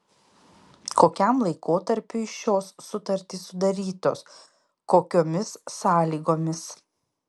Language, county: Lithuanian, Panevėžys